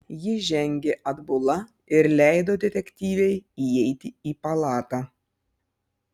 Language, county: Lithuanian, Panevėžys